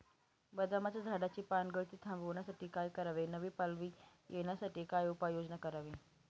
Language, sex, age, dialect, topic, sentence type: Marathi, female, 18-24, Northern Konkan, agriculture, question